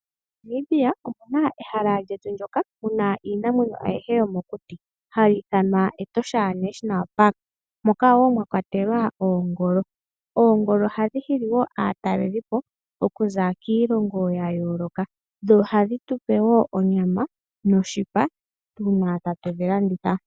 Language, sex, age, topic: Oshiwambo, female, 18-24, agriculture